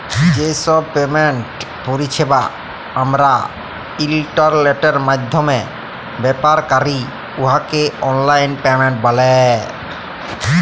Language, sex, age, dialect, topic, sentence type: Bengali, male, 31-35, Jharkhandi, banking, statement